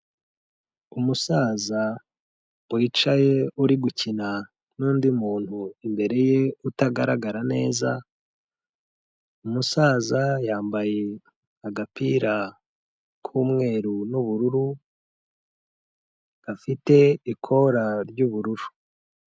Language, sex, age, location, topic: Kinyarwanda, male, 25-35, Kigali, health